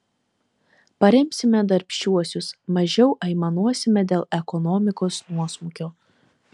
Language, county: Lithuanian, Telšiai